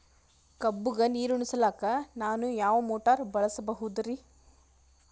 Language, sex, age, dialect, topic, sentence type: Kannada, female, 18-24, Northeastern, agriculture, question